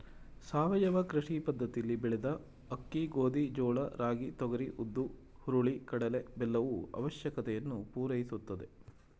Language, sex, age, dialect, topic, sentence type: Kannada, male, 36-40, Mysore Kannada, agriculture, statement